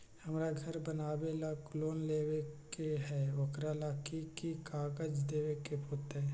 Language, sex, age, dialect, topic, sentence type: Magahi, male, 25-30, Western, banking, question